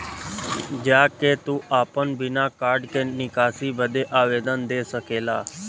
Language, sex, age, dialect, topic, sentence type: Bhojpuri, male, 25-30, Western, banking, statement